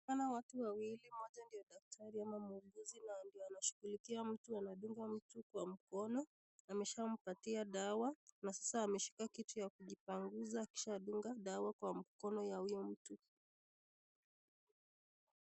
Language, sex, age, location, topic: Swahili, female, 25-35, Nakuru, health